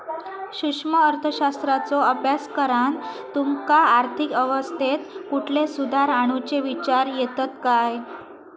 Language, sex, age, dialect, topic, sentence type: Marathi, female, 18-24, Southern Konkan, banking, statement